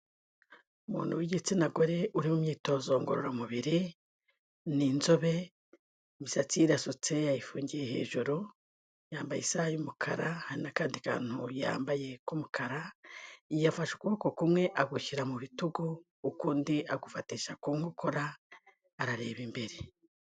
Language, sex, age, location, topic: Kinyarwanda, female, 18-24, Kigali, health